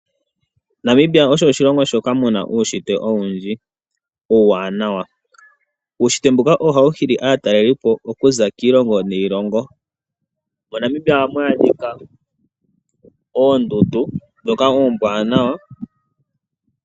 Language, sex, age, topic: Oshiwambo, male, 25-35, agriculture